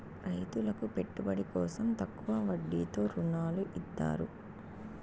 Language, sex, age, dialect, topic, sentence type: Telugu, female, 18-24, Southern, agriculture, statement